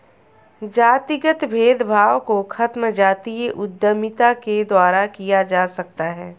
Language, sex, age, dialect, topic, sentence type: Hindi, female, 31-35, Hindustani Malvi Khadi Boli, banking, statement